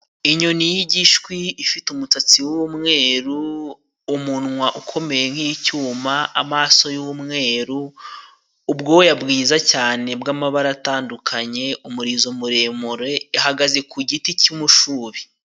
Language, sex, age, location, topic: Kinyarwanda, male, 18-24, Musanze, agriculture